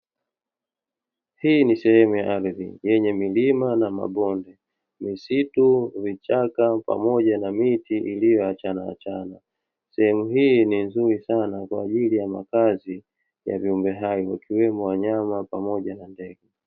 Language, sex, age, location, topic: Swahili, male, 25-35, Dar es Salaam, agriculture